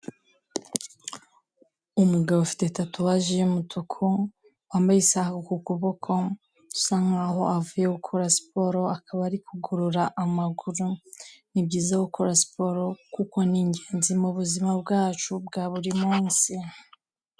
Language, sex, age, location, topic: Kinyarwanda, female, 18-24, Huye, health